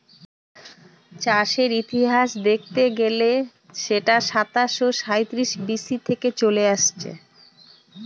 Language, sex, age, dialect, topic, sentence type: Bengali, female, 46-50, Northern/Varendri, agriculture, statement